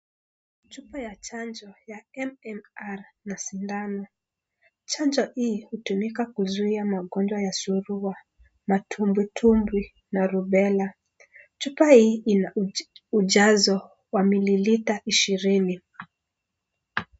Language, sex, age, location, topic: Swahili, male, 25-35, Kisii, health